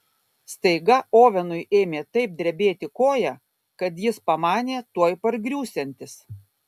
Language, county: Lithuanian, Kaunas